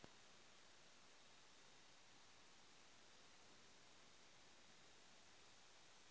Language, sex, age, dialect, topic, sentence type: Magahi, female, 51-55, Northeastern/Surjapuri, agriculture, question